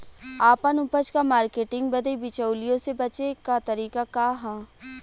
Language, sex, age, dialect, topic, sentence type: Bhojpuri, female, <18, Western, agriculture, question